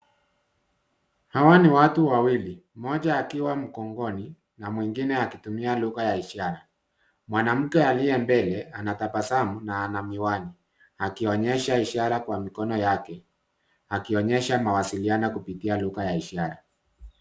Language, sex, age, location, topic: Swahili, male, 50+, Nairobi, education